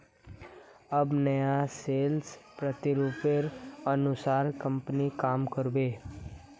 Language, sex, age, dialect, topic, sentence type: Magahi, male, 18-24, Northeastern/Surjapuri, banking, statement